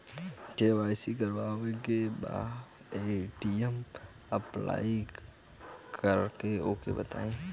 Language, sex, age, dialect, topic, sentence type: Bhojpuri, male, 18-24, Western, banking, question